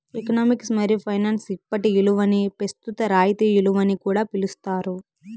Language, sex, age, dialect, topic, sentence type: Telugu, female, 18-24, Southern, banking, statement